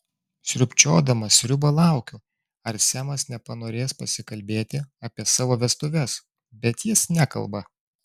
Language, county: Lithuanian, Klaipėda